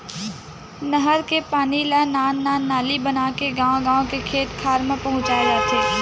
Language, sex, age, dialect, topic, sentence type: Chhattisgarhi, female, 18-24, Western/Budati/Khatahi, agriculture, statement